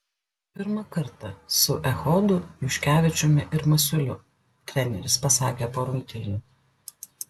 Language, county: Lithuanian, Klaipėda